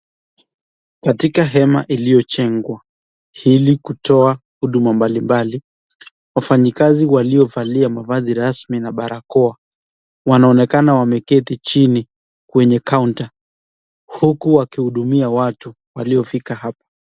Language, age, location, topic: Swahili, 36-49, Nakuru, government